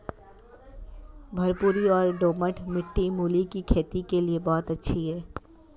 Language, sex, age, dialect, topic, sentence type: Hindi, female, 25-30, Marwari Dhudhari, agriculture, statement